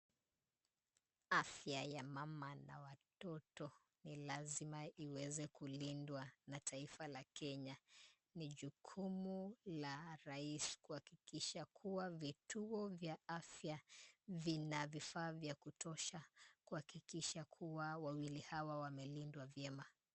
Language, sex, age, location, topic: Swahili, female, 25-35, Kisumu, health